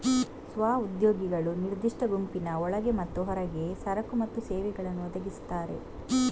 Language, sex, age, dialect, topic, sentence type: Kannada, female, 46-50, Coastal/Dakshin, banking, statement